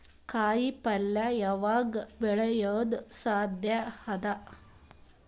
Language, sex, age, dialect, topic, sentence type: Kannada, female, 31-35, Northeastern, agriculture, question